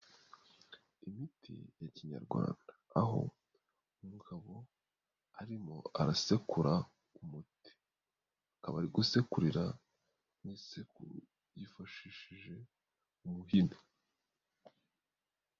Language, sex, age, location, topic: Kinyarwanda, male, 18-24, Nyagatare, health